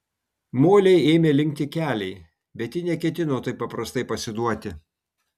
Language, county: Lithuanian, Kaunas